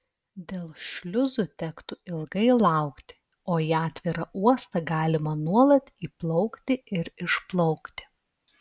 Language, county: Lithuanian, Telšiai